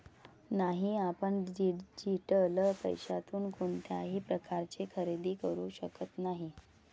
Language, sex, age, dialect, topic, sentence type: Marathi, female, 60-100, Varhadi, banking, statement